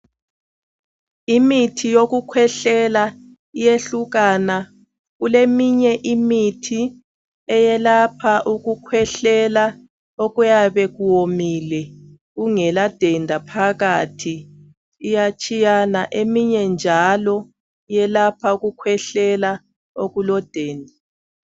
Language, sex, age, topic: North Ndebele, female, 36-49, health